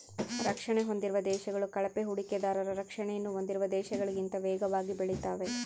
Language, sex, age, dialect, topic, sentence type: Kannada, female, 25-30, Central, banking, statement